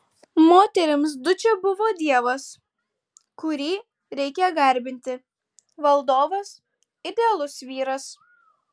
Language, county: Lithuanian, Tauragė